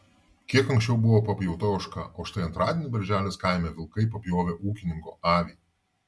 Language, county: Lithuanian, Vilnius